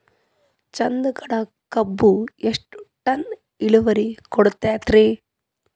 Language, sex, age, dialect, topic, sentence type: Kannada, female, 31-35, Dharwad Kannada, agriculture, question